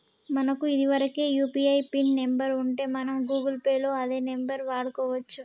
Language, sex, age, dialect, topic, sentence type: Telugu, male, 25-30, Telangana, banking, statement